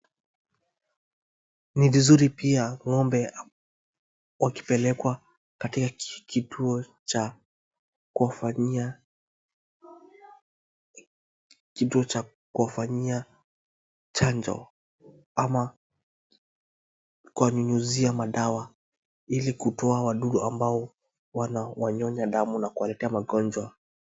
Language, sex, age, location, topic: Swahili, male, 25-35, Wajir, agriculture